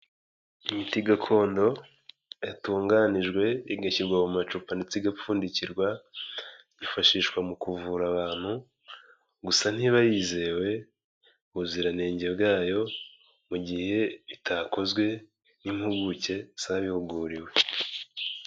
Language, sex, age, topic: Kinyarwanda, male, 25-35, health